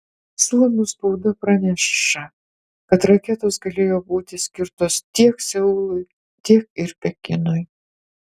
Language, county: Lithuanian, Utena